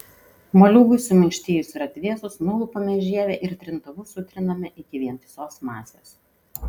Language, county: Lithuanian, Kaunas